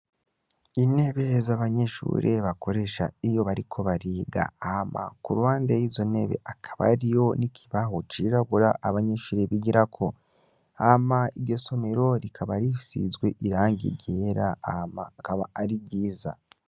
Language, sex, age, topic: Rundi, male, 18-24, education